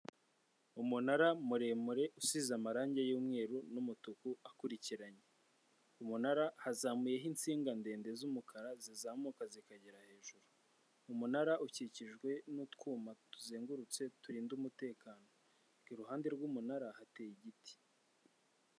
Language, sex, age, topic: Kinyarwanda, male, 25-35, government